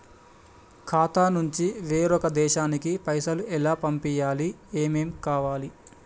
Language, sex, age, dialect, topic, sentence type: Telugu, male, 25-30, Telangana, banking, question